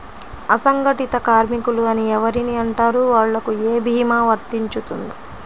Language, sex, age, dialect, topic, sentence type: Telugu, female, 25-30, Central/Coastal, banking, question